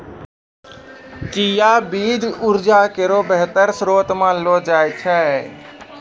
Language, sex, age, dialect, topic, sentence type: Maithili, male, 18-24, Angika, agriculture, statement